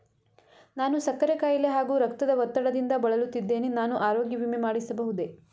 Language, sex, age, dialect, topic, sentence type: Kannada, female, 25-30, Mysore Kannada, banking, question